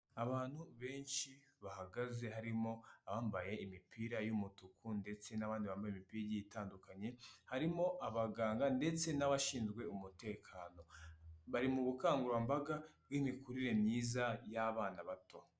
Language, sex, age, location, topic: Kinyarwanda, female, 18-24, Kigali, health